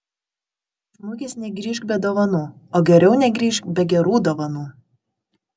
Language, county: Lithuanian, Kaunas